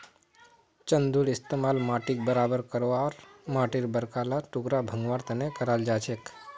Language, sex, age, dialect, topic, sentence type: Magahi, male, 36-40, Northeastern/Surjapuri, agriculture, statement